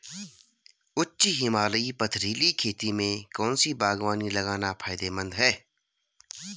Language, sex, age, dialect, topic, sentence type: Hindi, male, 31-35, Garhwali, agriculture, question